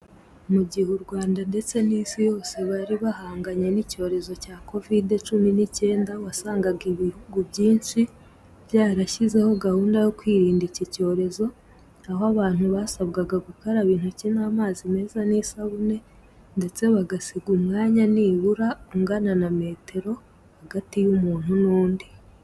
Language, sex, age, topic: Kinyarwanda, female, 18-24, education